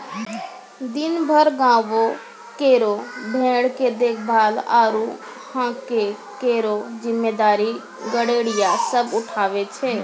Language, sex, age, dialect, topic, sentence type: Maithili, female, 25-30, Angika, agriculture, statement